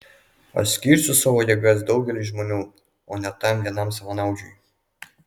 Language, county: Lithuanian, Kaunas